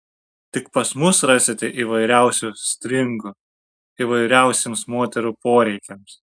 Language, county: Lithuanian, Šiauliai